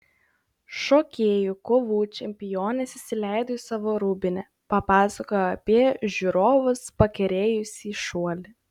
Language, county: Lithuanian, Šiauliai